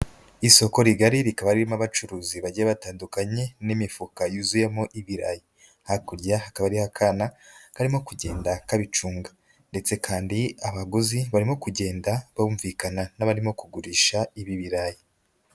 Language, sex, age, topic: Kinyarwanda, female, 18-24, agriculture